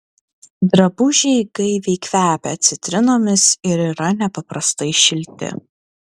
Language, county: Lithuanian, Klaipėda